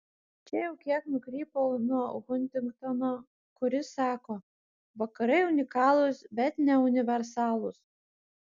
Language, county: Lithuanian, Kaunas